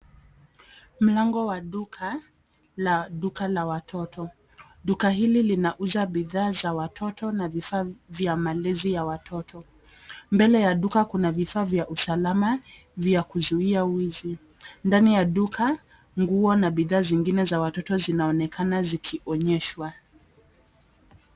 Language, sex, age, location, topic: Swahili, female, 25-35, Nairobi, finance